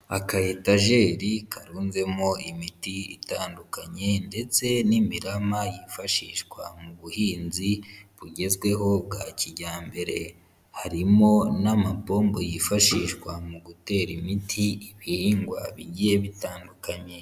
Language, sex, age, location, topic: Kinyarwanda, male, 25-35, Huye, agriculture